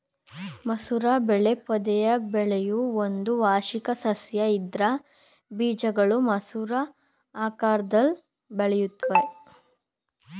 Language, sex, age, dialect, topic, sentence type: Kannada, female, 18-24, Mysore Kannada, agriculture, statement